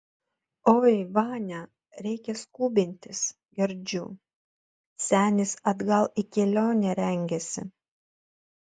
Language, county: Lithuanian, Utena